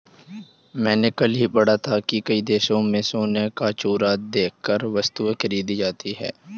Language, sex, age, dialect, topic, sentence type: Hindi, male, 18-24, Hindustani Malvi Khadi Boli, banking, statement